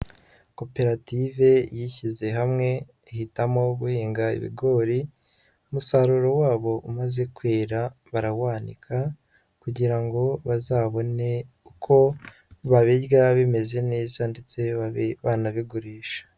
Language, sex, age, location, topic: Kinyarwanda, male, 25-35, Huye, agriculture